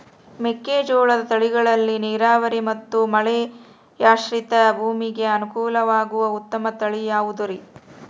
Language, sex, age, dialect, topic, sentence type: Kannada, female, 36-40, Central, agriculture, question